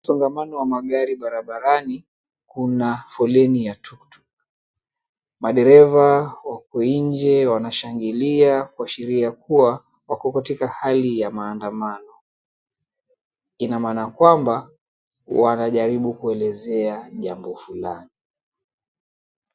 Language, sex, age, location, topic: Swahili, male, 36-49, Mombasa, government